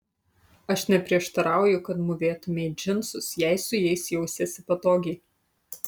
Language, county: Lithuanian, Utena